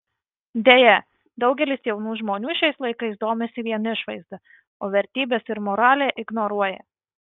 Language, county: Lithuanian, Marijampolė